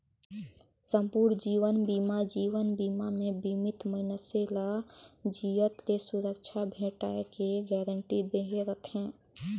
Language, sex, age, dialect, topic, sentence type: Chhattisgarhi, female, 18-24, Northern/Bhandar, banking, statement